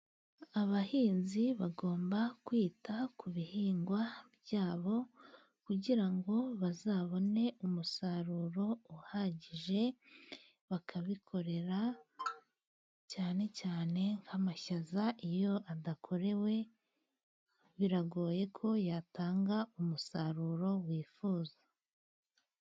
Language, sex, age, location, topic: Kinyarwanda, female, 25-35, Musanze, agriculture